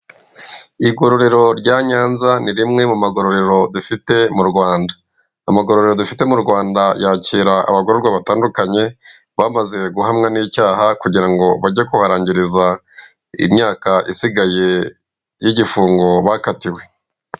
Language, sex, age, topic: Kinyarwanda, male, 36-49, government